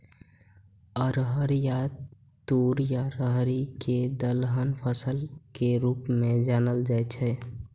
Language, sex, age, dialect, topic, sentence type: Maithili, male, 18-24, Eastern / Thethi, agriculture, statement